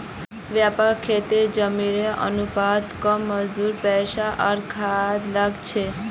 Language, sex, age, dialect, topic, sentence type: Magahi, female, 18-24, Northeastern/Surjapuri, agriculture, statement